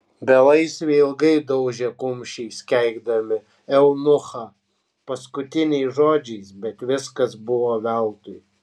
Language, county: Lithuanian, Kaunas